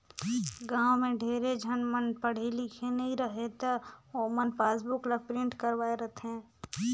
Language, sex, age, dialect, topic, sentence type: Chhattisgarhi, female, 41-45, Northern/Bhandar, banking, statement